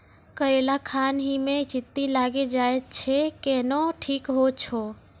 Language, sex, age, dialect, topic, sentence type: Maithili, female, 25-30, Angika, agriculture, question